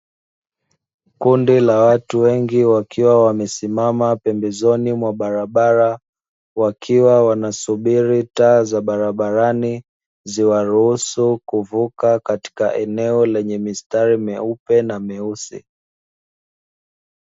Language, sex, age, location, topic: Swahili, male, 25-35, Dar es Salaam, government